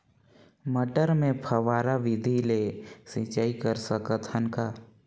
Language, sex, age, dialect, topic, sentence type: Chhattisgarhi, male, 46-50, Northern/Bhandar, agriculture, question